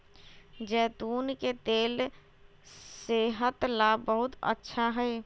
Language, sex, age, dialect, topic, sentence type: Magahi, female, 18-24, Western, agriculture, statement